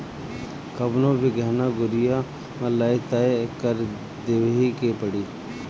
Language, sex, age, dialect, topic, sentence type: Bhojpuri, male, 36-40, Northern, banking, statement